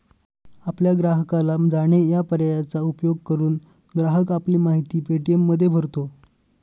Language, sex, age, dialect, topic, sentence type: Marathi, male, 25-30, Northern Konkan, banking, statement